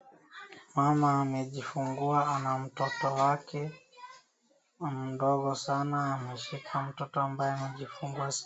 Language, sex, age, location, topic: Swahili, male, 18-24, Wajir, health